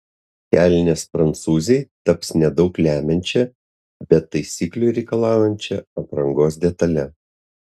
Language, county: Lithuanian, Utena